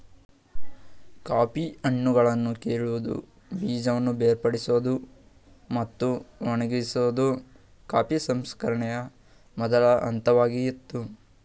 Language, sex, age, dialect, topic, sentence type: Kannada, male, 18-24, Mysore Kannada, agriculture, statement